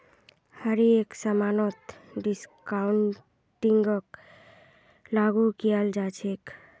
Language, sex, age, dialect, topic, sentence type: Magahi, female, 31-35, Northeastern/Surjapuri, banking, statement